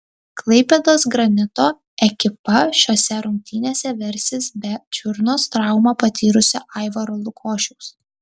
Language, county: Lithuanian, Tauragė